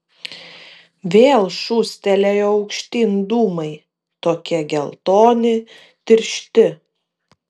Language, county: Lithuanian, Vilnius